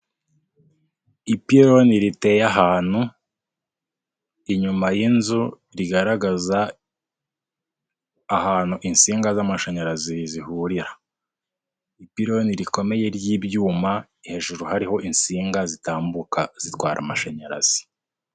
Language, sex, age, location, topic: Kinyarwanda, male, 25-35, Huye, government